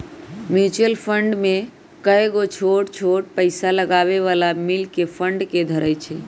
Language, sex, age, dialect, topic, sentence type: Magahi, female, 31-35, Western, banking, statement